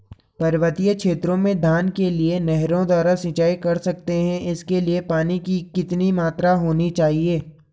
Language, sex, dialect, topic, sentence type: Hindi, male, Garhwali, agriculture, question